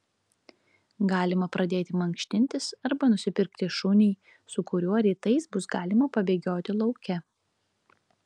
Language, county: Lithuanian, Klaipėda